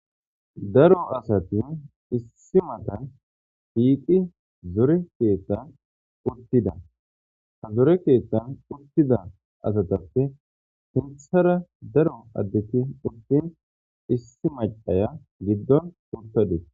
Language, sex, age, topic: Gamo, male, 25-35, government